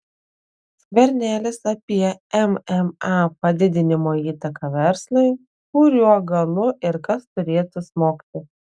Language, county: Lithuanian, Telšiai